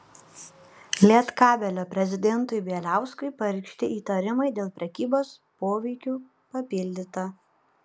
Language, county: Lithuanian, Panevėžys